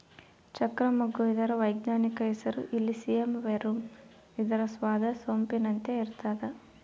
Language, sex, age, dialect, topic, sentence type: Kannada, female, 18-24, Central, agriculture, statement